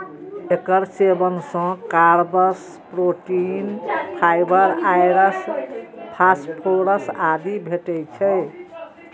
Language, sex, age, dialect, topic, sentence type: Maithili, female, 36-40, Eastern / Thethi, agriculture, statement